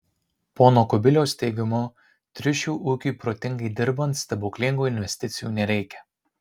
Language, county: Lithuanian, Marijampolė